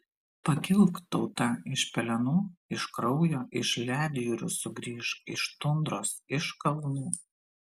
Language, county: Lithuanian, Vilnius